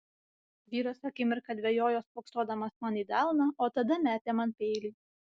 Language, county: Lithuanian, Vilnius